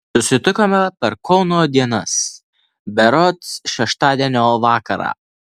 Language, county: Lithuanian, Alytus